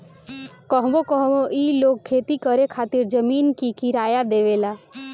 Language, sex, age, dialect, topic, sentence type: Bhojpuri, female, 18-24, Northern, agriculture, statement